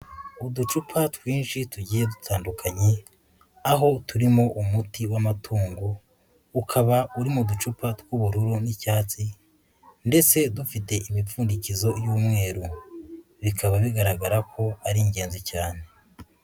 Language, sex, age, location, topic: Kinyarwanda, female, 18-24, Nyagatare, agriculture